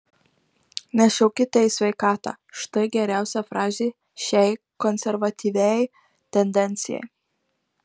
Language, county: Lithuanian, Marijampolė